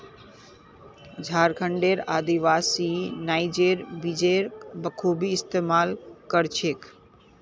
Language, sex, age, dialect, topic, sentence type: Magahi, female, 18-24, Northeastern/Surjapuri, agriculture, statement